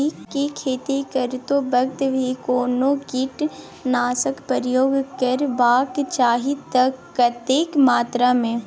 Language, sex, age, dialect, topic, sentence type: Maithili, female, 41-45, Bajjika, agriculture, question